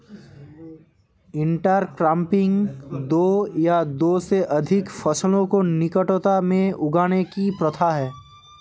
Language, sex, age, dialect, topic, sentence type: Hindi, male, 18-24, Hindustani Malvi Khadi Boli, agriculture, statement